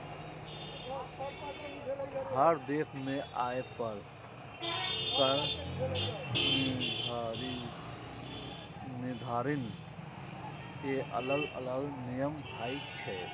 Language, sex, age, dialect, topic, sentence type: Maithili, male, 31-35, Eastern / Thethi, banking, statement